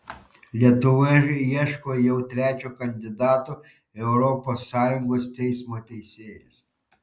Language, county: Lithuanian, Panevėžys